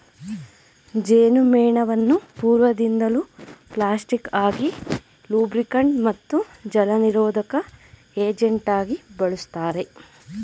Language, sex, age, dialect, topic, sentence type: Kannada, female, 25-30, Mysore Kannada, agriculture, statement